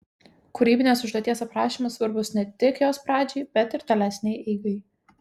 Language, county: Lithuanian, Vilnius